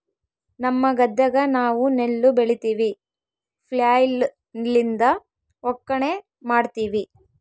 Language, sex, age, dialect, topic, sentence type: Kannada, female, 18-24, Central, agriculture, statement